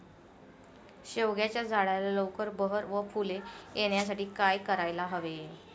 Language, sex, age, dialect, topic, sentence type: Marathi, female, 36-40, Northern Konkan, agriculture, question